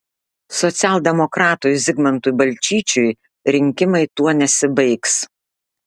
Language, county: Lithuanian, Klaipėda